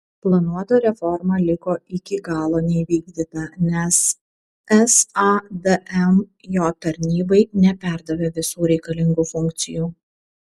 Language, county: Lithuanian, Vilnius